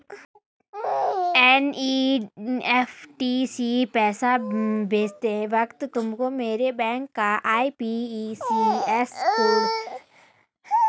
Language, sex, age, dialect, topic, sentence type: Hindi, female, 18-24, Hindustani Malvi Khadi Boli, banking, statement